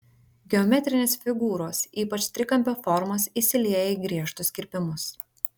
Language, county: Lithuanian, Šiauliai